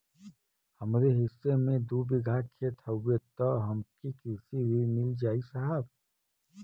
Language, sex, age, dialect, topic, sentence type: Bhojpuri, male, 41-45, Western, banking, question